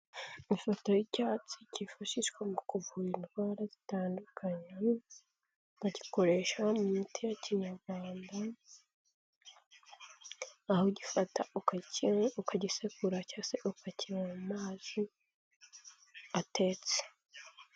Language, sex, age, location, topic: Kinyarwanda, female, 18-24, Kigali, health